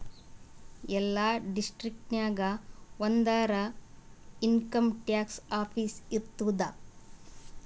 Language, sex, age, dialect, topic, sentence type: Kannada, female, 18-24, Northeastern, banking, statement